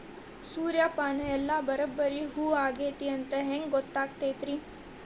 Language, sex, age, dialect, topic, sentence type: Kannada, female, 25-30, Dharwad Kannada, agriculture, question